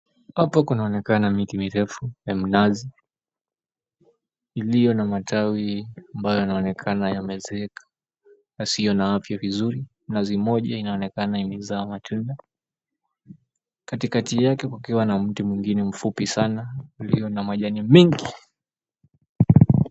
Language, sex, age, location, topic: Swahili, male, 18-24, Mombasa, agriculture